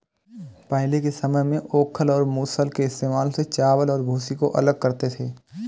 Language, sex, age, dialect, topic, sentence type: Hindi, male, 25-30, Awadhi Bundeli, agriculture, statement